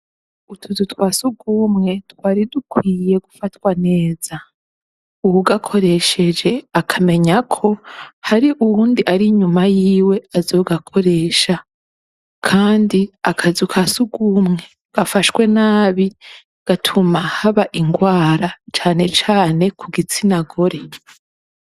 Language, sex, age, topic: Rundi, female, 25-35, education